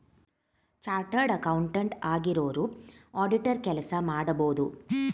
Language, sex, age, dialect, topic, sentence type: Kannada, female, 46-50, Mysore Kannada, banking, statement